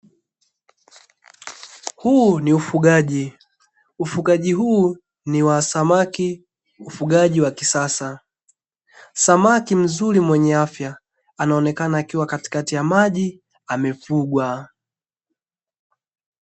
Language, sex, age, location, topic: Swahili, male, 18-24, Dar es Salaam, agriculture